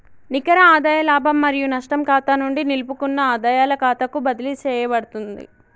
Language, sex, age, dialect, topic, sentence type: Telugu, male, 56-60, Telangana, banking, statement